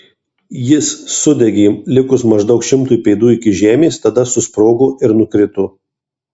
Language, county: Lithuanian, Marijampolė